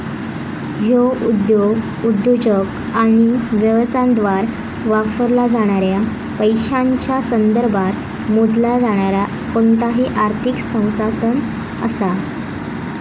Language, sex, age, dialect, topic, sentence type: Marathi, female, 18-24, Southern Konkan, banking, statement